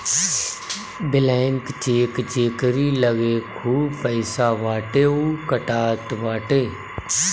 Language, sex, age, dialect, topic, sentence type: Bhojpuri, male, 31-35, Northern, banking, statement